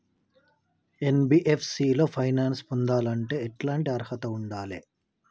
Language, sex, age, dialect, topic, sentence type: Telugu, male, 25-30, Telangana, banking, question